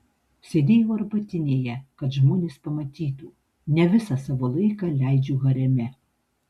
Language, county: Lithuanian, Tauragė